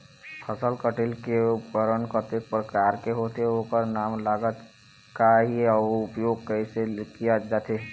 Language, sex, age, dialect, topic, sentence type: Chhattisgarhi, male, 18-24, Eastern, agriculture, question